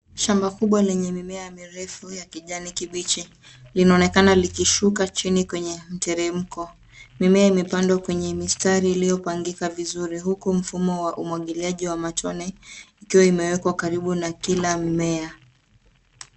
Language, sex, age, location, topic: Swahili, female, 25-35, Nairobi, agriculture